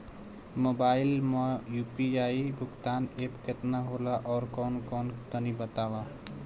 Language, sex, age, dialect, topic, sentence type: Bhojpuri, male, 18-24, Southern / Standard, banking, question